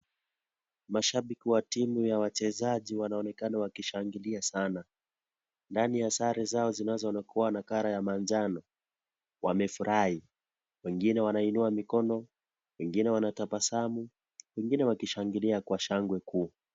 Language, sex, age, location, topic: Swahili, male, 18-24, Kisii, government